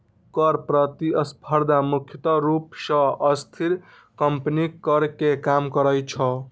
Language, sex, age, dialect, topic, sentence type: Maithili, male, 18-24, Eastern / Thethi, banking, statement